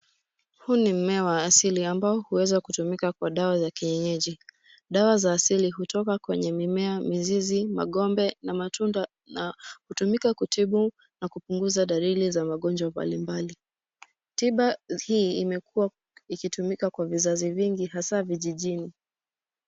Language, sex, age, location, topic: Swahili, female, 18-24, Nairobi, health